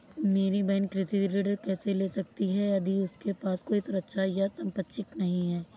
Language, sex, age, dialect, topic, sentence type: Hindi, male, 18-24, Awadhi Bundeli, agriculture, statement